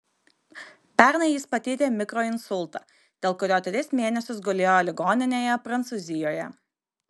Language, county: Lithuanian, Kaunas